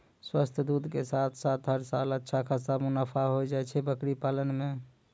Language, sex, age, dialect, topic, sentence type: Maithili, male, 25-30, Angika, agriculture, statement